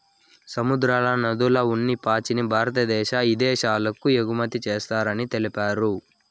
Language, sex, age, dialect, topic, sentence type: Telugu, male, 18-24, Southern, agriculture, statement